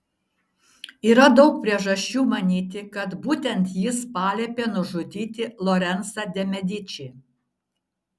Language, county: Lithuanian, Šiauliai